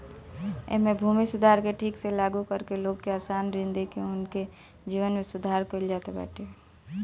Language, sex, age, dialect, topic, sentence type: Bhojpuri, male, 18-24, Northern, agriculture, statement